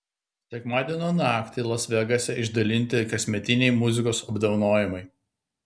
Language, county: Lithuanian, Klaipėda